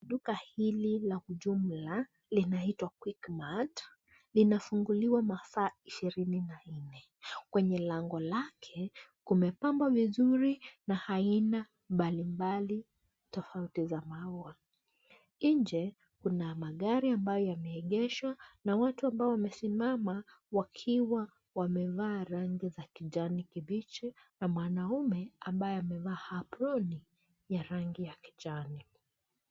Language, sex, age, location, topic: Swahili, female, 25-35, Nairobi, finance